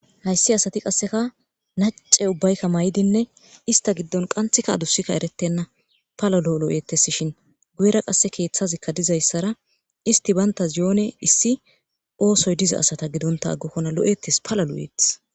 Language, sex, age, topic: Gamo, female, 18-24, agriculture